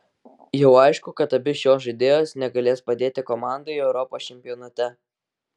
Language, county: Lithuanian, Kaunas